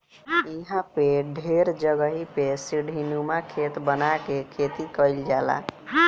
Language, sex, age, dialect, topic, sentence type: Bhojpuri, male, <18, Northern, agriculture, statement